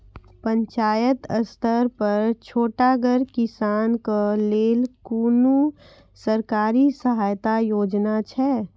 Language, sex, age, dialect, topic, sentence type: Maithili, female, 41-45, Angika, agriculture, question